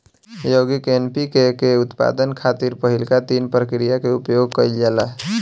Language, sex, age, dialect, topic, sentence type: Bhojpuri, male, 18-24, Southern / Standard, agriculture, statement